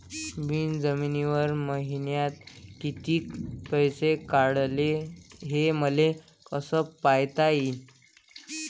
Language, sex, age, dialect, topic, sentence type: Marathi, male, 25-30, Varhadi, banking, question